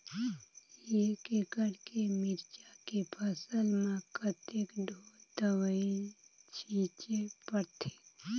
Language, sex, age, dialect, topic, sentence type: Chhattisgarhi, female, 25-30, Northern/Bhandar, agriculture, question